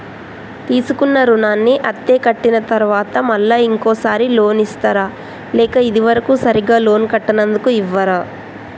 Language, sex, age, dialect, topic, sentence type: Telugu, male, 18-24, Telangana, banking, question